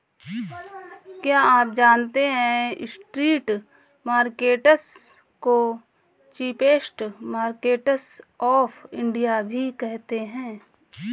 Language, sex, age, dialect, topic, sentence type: Hindi, female, 25-30, Kanauji Braj Bhasha, agriculture, statement